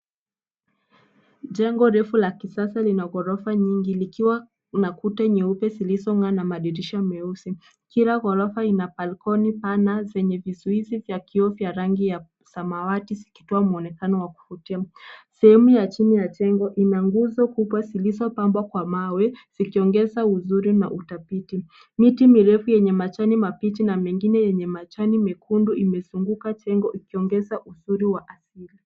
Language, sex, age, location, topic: Swahili, female, 18-24, Nairobi, finance